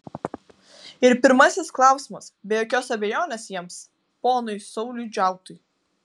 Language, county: Lithuanian, Vilnius